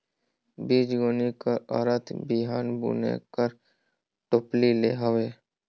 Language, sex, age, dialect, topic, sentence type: Chhattisgarhi, male, 18-24, Northern/Bhandar, agriculture, statement